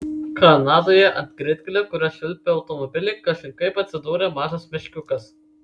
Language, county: Lithuanian, Kaunas